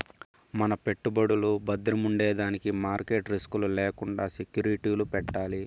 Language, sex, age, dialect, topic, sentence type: Telugu, male, 18-24, Southern, banking, statement